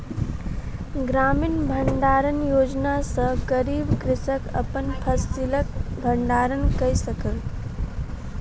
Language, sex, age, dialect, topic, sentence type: Maithili, female, 18-24, Southern/Standard, agriculture, statement